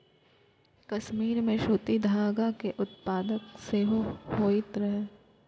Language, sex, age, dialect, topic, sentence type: Maithili, female, 18-24, Eastern / Thethi, agriculture, statement